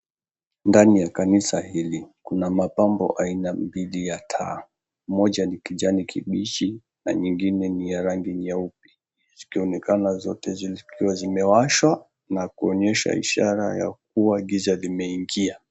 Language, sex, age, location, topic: Swahili, male, 25-35, Mombasa, government